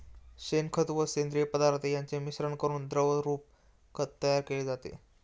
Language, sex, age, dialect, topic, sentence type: Marathi, male, 18-24, Standard Marathi, agriculture, statement